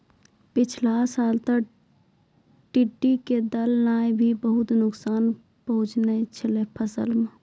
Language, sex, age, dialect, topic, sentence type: Maithili, female, 18-24, Angika, agriculture, statement